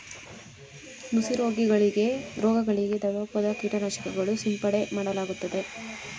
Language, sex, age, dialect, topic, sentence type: Kannada, female, 25-30, Mysore Kannada, agriculture, statement